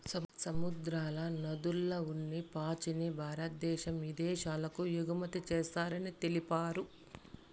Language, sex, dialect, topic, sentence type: Telugu, female, Southern, agriculture, statement